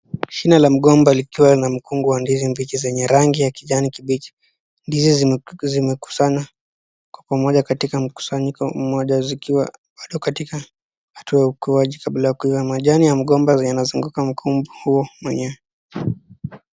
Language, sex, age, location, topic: Swahili, female, 36-49, Nakuru, agriculture